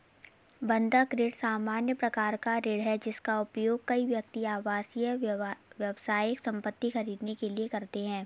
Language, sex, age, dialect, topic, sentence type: Hindi, female, 60-100, Kanauji Braj Bhasha, banking, statement